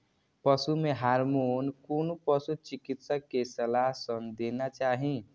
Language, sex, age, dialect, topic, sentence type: Maithili, male, 18-24, Eastern / Thethi, agriculture, statement